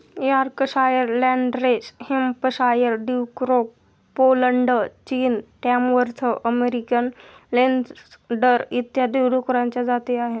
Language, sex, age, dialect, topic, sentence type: Marathi, male, 51-55, Standard Marathi, agriculture, statement